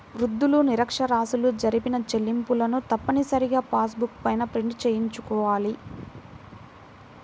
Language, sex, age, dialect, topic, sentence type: Telugu, female, 18-24, Central/Coastal, banking, statement